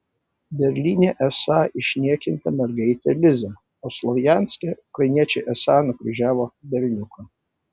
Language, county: Lithuanian, Vilnius